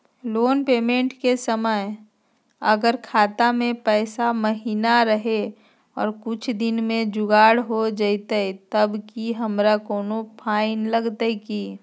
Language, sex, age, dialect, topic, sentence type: Magahi, female, 36-40, Southern, banking, question